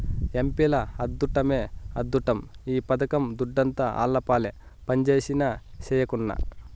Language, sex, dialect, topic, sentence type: Telugu, male, Southern, banking, statement